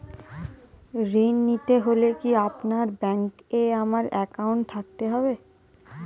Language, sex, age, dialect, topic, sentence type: Bengali, female, 18-24, Jharkhandi, banking, question